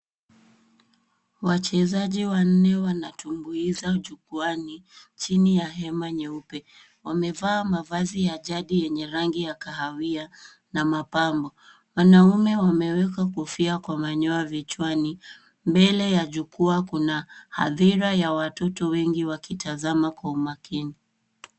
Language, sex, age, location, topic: Swahili, female, 18-24, Nairobi, government